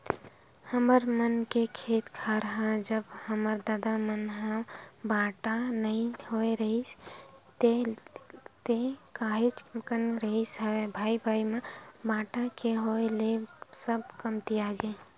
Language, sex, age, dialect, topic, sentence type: Chhattisgarhi, female, 51-55, Western/Budati/Khatahi, agriculture, statement